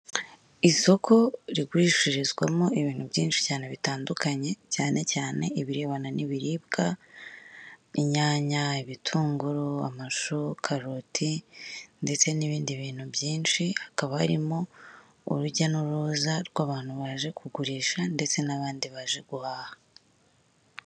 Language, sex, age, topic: Kinyarwanda, male, 36-49, finance